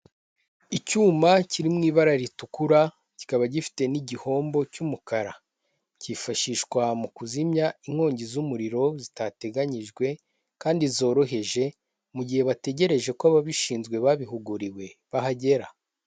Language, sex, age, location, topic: Kinyarwanda, male, 25-35, Kigali, government